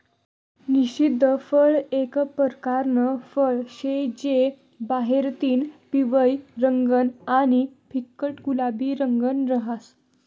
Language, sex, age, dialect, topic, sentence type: Marathi, female, 25-30, Northern Konkan, agriculture, statement